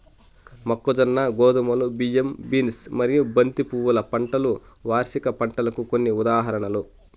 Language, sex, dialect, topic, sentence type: Telugu, male, Southern, agriculture, statement